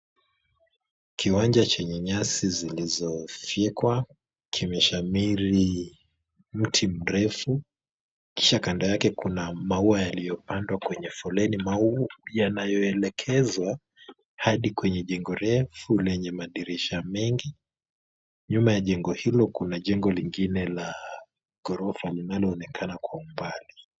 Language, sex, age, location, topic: Swahili, male, 25-35, Kisumu, education